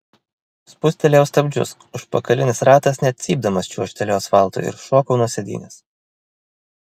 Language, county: Lithuanian, Vilnius